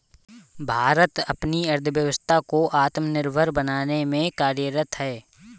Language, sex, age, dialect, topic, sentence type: Hindi, male, 25-30, Awadhi Bundeli, banking, statement